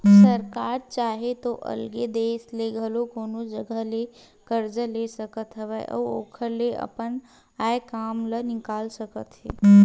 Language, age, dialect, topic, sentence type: Chhattisgarhi, 18-24, Western/Budati/Khatahi, banking, statement